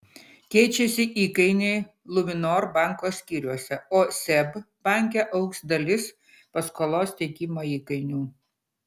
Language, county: Lithuanian, Utena